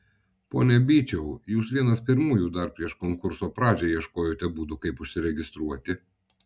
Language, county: Lithuanian, Vilnius